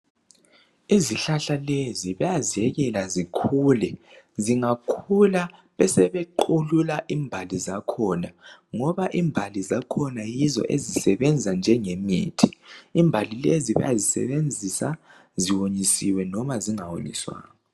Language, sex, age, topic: North Ndebele, male, 18-24, health